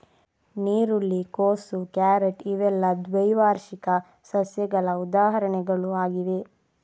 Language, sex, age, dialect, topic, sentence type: Kannada, female, 46-50, Coastal/Dakshin, agriculture, statement